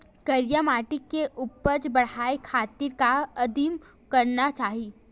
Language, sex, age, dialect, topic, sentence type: Chhattisgarhi, female, 18-24, Western/Budati/Khatahi, agriculture, question